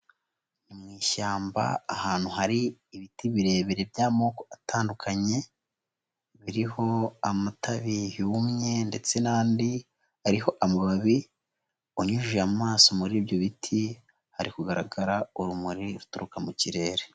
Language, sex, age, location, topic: Kinyarwanda, female, 25-35, Huye, agriculture